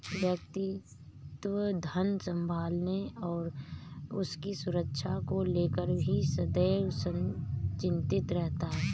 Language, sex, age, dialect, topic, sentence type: Hindi, female, 31-35, Awadhi Bundeli, banking, statement